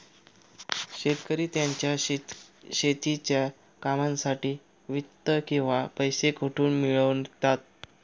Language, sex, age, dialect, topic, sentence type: Marathi, male, 25-30, Standard Marathi, agriculture, question